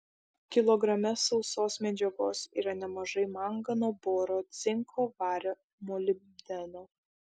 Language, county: Lithuanian, Šiauliai